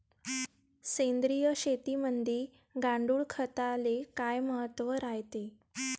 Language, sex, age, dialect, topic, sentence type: Marathi, female, 18-24, Varhadi, agriculture, question